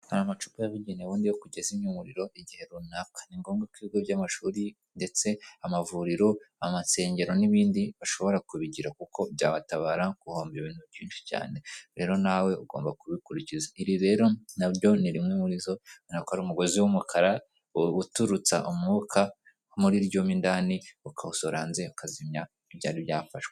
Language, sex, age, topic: Kinyarwanda, female, 25-35, government